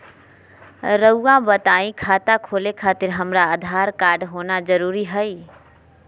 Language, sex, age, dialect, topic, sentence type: Magahi, female, 51-55, Southern, banking, question